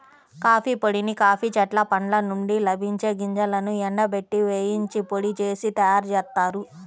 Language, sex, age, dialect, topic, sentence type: Telugu, female, 31-35, Central/Coastal, agriculture, statement